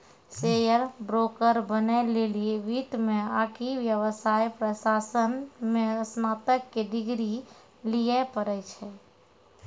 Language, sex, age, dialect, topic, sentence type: Maithili, female, 25-30, Angika, banking, statement